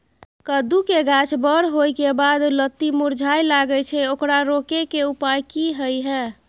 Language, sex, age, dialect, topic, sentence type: Maithili, female, 31-35, Bajjika, agriculture, question